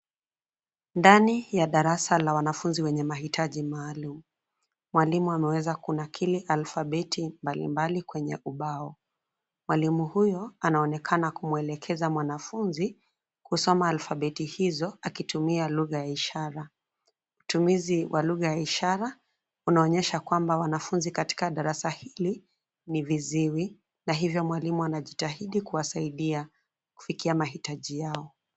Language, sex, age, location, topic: Swahili, female, 25-35, Nairobi, education